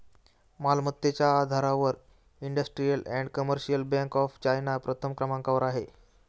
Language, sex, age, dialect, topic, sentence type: Marathi, male, 18-24, Standard Marathi, banking, statement